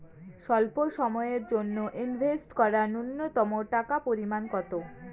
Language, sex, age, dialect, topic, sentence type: Bengali, female, 18-24, Rajbangshi, banking, question